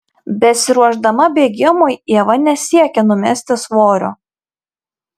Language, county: Lithuanian, Marijampolė